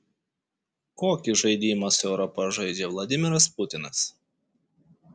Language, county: Lithuanian, Šiauliai